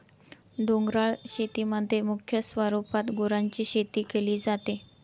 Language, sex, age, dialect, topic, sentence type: Marathi, female, 18-24, Northern Konkan, agriculture, statement